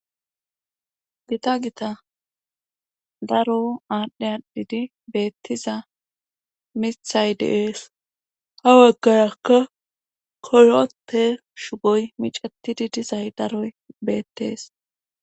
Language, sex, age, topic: Gamo, female, 25-35, government